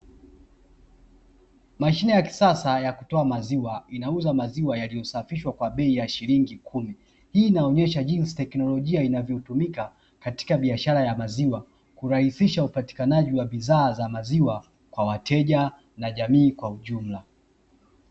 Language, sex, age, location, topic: Swahili, male, 25-35, Dar es Salaam, finance